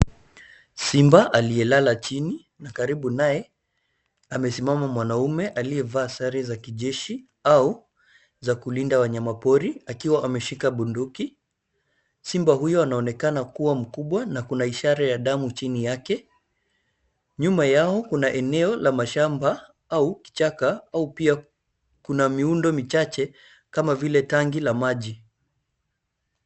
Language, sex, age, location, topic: Swahili, male, 25-35, Nairobi, government